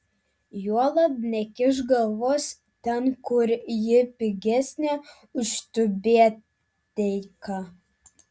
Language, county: Lithuanian, Vilnius